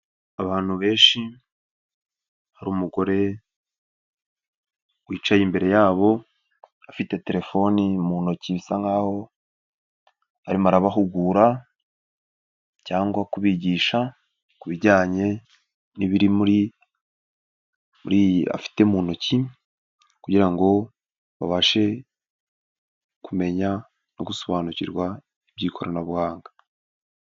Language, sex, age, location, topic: Kinyarwanda, male, 18-24, Nyagatare, finance